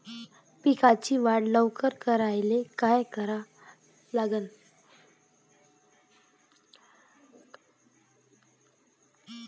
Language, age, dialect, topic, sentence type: Marathi, 25-30, Varhadi, agriculture, question